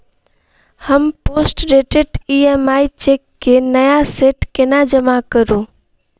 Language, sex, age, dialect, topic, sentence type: Maithili, female, 18-24, Southern/Standard, banking, question